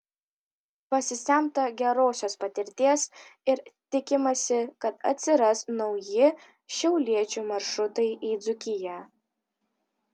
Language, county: Lithuanian, Kaunas